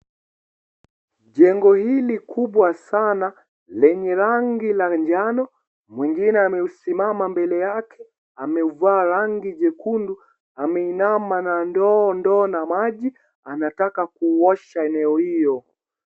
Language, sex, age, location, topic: Swahili, male, 18-24, Kisii, health